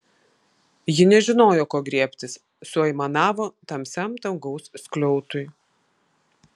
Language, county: Lithuanian, Vilnius